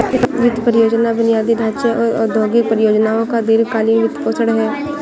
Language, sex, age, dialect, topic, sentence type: Hindi, female, 56-60, Awadhi Bundeli, banking, statement